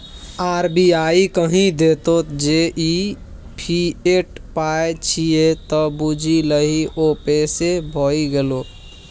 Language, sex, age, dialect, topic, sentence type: Maithili, male, 18-24, Bajjika, banking, statement